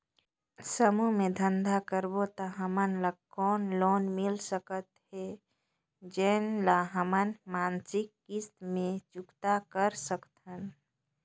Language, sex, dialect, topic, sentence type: Chhattisgarhi, female, Northern/Bhandar, banking, question